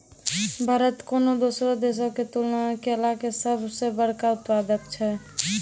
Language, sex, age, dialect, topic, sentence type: Maithili, female, 18-24, Angika, agriculture, statement